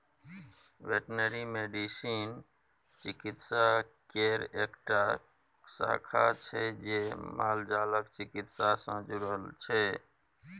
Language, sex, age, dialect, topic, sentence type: Maithili, male, 41-45, Bajjika, agriculture, statement